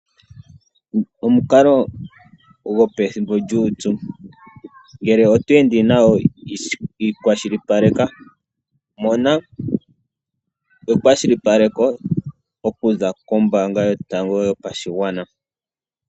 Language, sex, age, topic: Oshiwambo, male, 25-35, finance